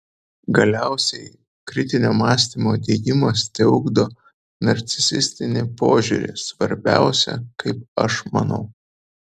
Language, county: Lithuanian, Vilnius